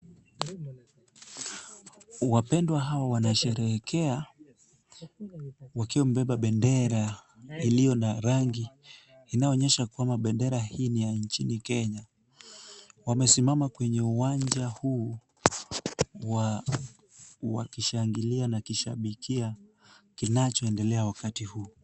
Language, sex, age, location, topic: Swahili, male, 18-24, Kisumu, government